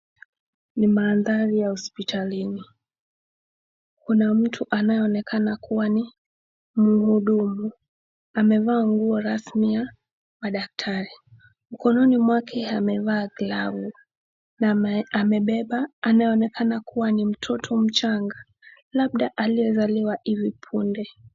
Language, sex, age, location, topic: Swahili, female, 18-24, Nakuru, health